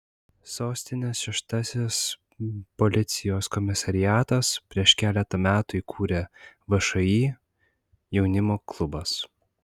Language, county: Lithuanian, Klaipėda